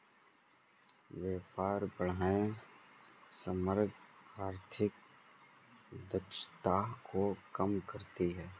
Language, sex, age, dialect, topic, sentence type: Hindi, female, 56-60, Marwari Dhudhari, banking, statement